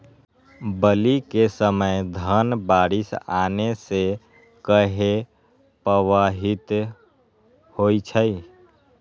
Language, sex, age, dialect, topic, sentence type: Magahi, male, 18-24, Western, agriculture, question